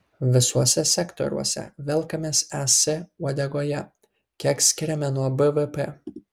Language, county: Lithuanian, Kaunas